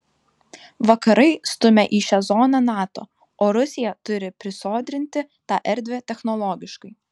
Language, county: Lithuanian, Vilnius